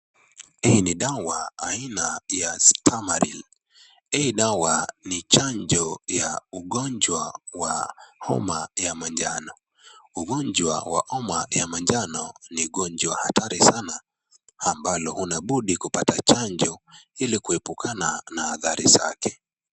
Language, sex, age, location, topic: Swahili, male, 25-35, Nakuru, health